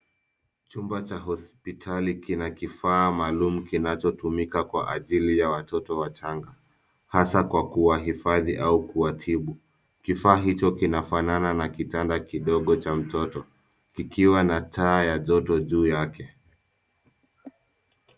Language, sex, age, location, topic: Swahili, male, 25-35, Nairobi, health